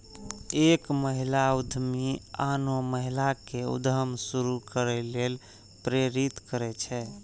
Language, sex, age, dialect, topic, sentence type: Maithili, male, 25-30, Eastern / Thethi, banking, statement